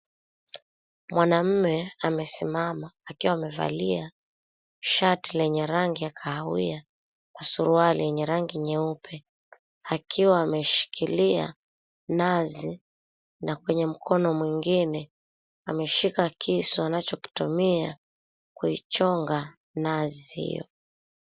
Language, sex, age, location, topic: Swahili, female, 25-35, Mombasa, agriculture